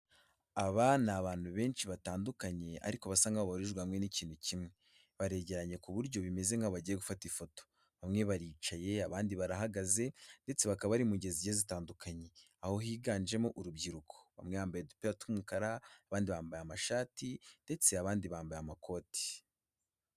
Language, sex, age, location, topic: Kinyarwanda, male, 18-24, Kigali, health